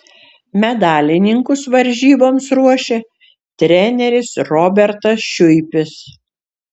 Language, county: Lithuanian, Šiauliai